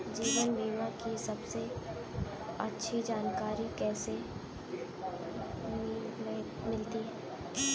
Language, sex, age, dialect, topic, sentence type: Hindi, female, 18-24, Kanauji Braj Bhasha, banking, question